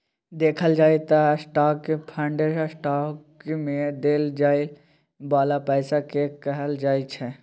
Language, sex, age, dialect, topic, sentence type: Maithili, male, 18-24, Bajjika, banking, statement